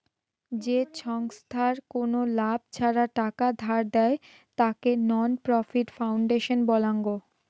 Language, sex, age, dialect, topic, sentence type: Bengali, female, 18-24, Rajbangshi, banking, statement